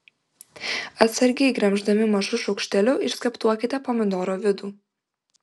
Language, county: Lithuanian, Vilnius